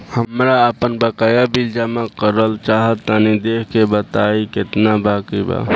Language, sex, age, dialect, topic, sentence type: Bhojpuri, male, 18-24, Southern / Standard, banking, question